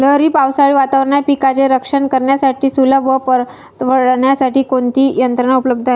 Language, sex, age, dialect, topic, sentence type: Marathi, female, 18-24, Northern Konkan, agriculture, question